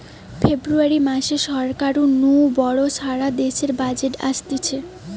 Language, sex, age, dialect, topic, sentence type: Bengali, female, 18-24, Western, banking, statement